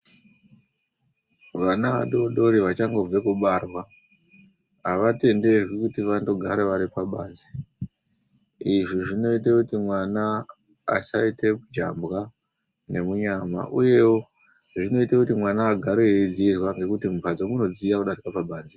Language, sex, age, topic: Ndau, male, 25-35, health